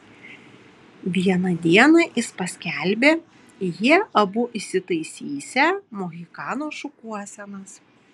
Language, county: Lithuanian, Kaunas